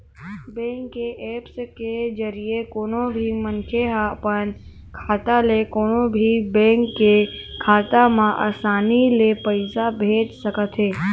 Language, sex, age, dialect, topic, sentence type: Chhattisgarhi, male, 18-24, Western/Budati/Khatahi, banking, statement